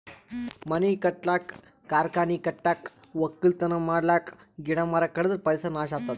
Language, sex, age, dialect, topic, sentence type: Kannada, male, 18-24, Northeastern, agriculture, statement